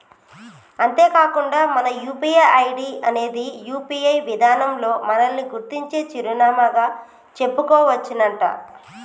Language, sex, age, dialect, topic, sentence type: Telugu, female, 36-40, Telangana, banking, statement